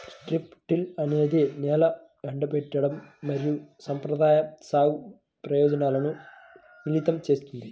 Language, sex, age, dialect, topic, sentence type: Telugu, male, 25-30, Central/Coastal, agriculture, statement